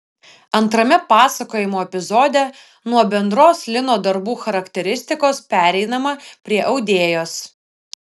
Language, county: Lithuanian, Vilnius